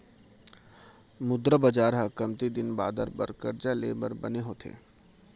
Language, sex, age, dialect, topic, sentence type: Chhattisgarhi, male, 25-30, Central, banking, statement